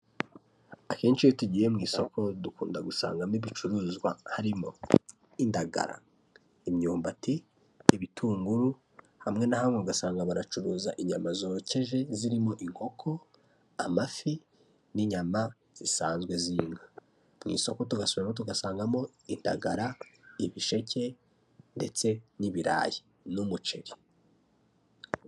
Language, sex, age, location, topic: Kinyarwanda, male, 25-35, Kigali, health